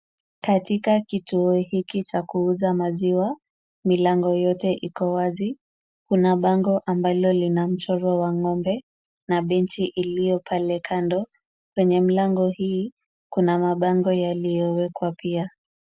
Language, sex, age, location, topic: Swahili, female, 25-35, Kisumu, finance